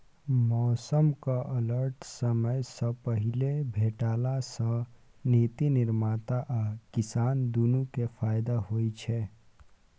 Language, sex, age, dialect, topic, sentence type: Maithili, male, 18-24, Bajjika, agriculture, statement